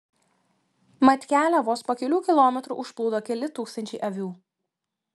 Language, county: Lithuanian, Klaipėda